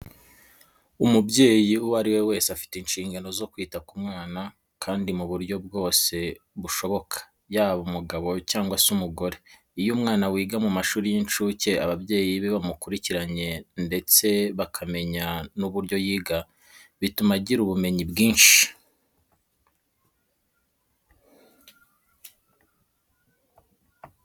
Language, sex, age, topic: Kinyarwanda, male, 25-35, education